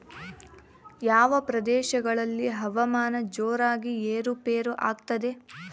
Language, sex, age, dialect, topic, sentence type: Kannada, female, 18-24, Central, agriculture, question